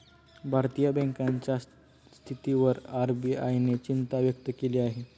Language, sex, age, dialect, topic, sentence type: Marathi, male, 18-24, Standard Marathi, banking, statement